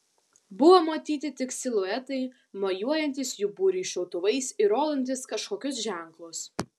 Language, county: Lithuanian, Vilnius